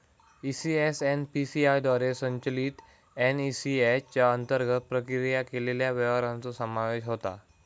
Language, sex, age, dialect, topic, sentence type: Marathi, male, 18-24, Southern Konkan, banking, statement